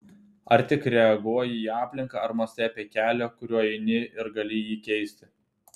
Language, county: Lithuanian, Telšiai